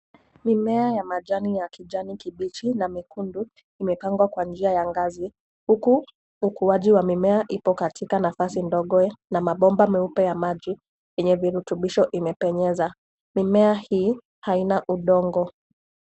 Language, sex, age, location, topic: Swahili, female, 18-24, Nairobi, agriculture